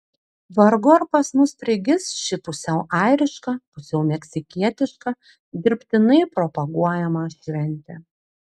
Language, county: Lithuanian, Klaipėda